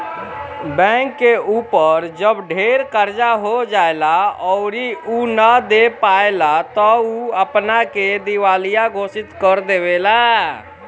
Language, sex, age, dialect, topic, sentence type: Bhojpuri, female, 51-55, Northern, banking, statement